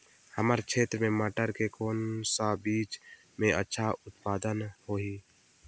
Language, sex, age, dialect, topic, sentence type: Chhattisgarhi, male, 18-24, Northern/Bhandar, agriculture, question